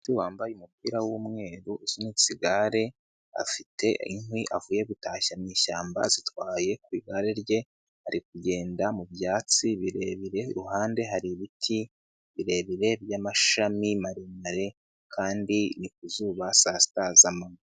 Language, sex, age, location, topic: Kinyarwanda, male, 18-24, Nyagatare, agriculture